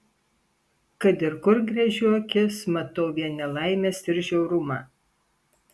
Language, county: Lithuanian, Panevėžys